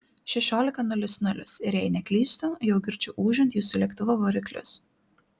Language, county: Lithuanian, Klaipėda